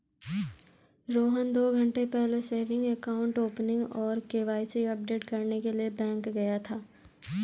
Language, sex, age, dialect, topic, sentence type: Hindi, female, 18-24, Kanauji Braj Bhasha, banking, statement